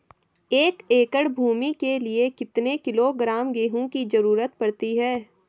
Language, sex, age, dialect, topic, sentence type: Hindi, female, 18-24, Garhwali, agriculture, question